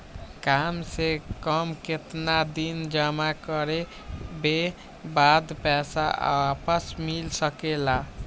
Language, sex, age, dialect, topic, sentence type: Magahi, male, 18-24, Western, banking, question